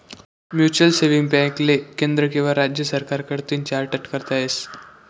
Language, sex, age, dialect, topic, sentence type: Marathi, male, 18-24, Northern Konkan, banking, statement